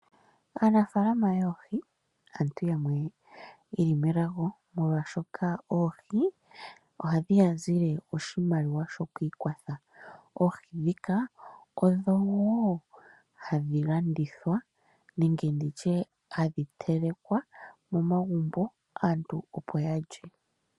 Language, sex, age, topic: Oshiwambo, female, 25-35, agriculture